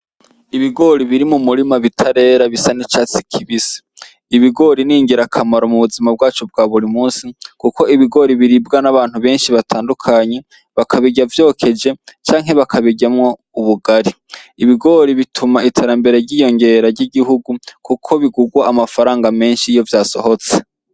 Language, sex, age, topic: Rundi, male, 18-24, agriculture